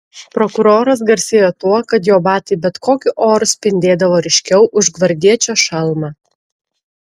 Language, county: Lithuanian, Klaipėda